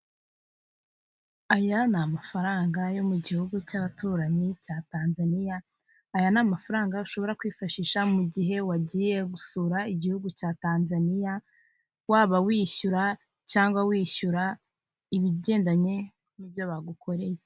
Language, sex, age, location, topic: Kinyarwanda, female, 25-35, Kigali, finance